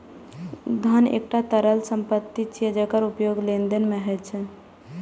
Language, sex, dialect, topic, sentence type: Maithili, female, Eastern / Thethi, banking, statement